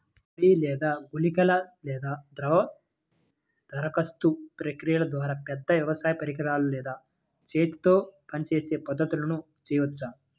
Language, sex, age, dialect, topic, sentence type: Telugu, male, 18-24, Central/Coastal, agriculture, question